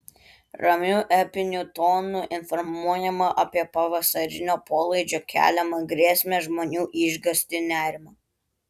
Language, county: Lithuanian, Klaipėda